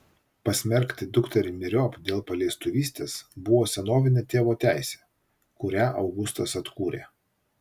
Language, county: Lithuanian, Vilnius